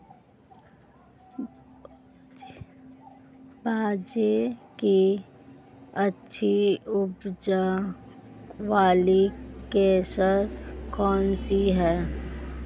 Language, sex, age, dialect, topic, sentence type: Hindi, female, 25-30, Marwari Dhudhari, agriculture, question